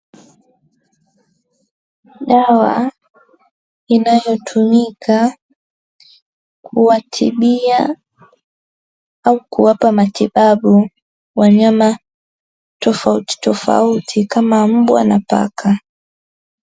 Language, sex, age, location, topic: Swahili, female, 18-24, Dar es Salaam, agriculture